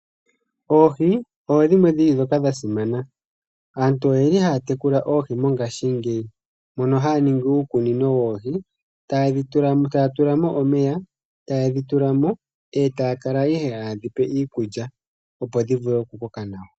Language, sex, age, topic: Oshiwambo, female, 18-24, agriculture